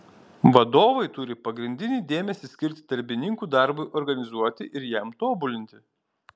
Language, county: Lithuanian, Kaunas